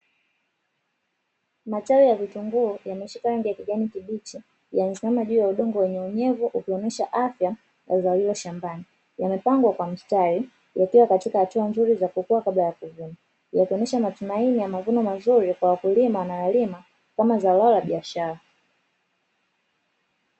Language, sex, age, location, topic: Swahili, female, 25-35, Dar es Salaam, agriculture